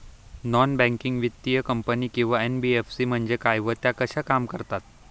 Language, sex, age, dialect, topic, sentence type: Marathi, male, 18-24, Standard Marathi, banking, question